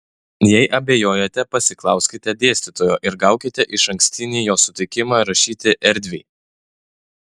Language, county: Lithuanian, Utena